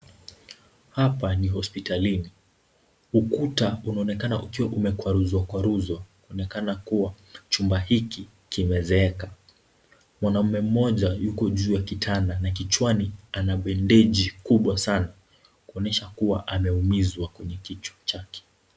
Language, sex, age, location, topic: Swahili, male, 18-24, Kisumu, health